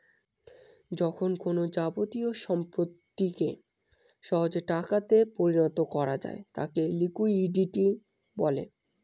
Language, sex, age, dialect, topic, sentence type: Bengali, male, 18-24, Northern/Varendri, banking, statement